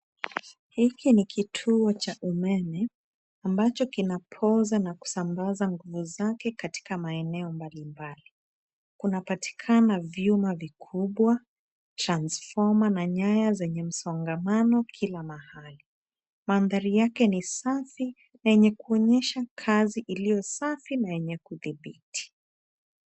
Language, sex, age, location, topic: Swahili, female, 25-35, Nairobi, government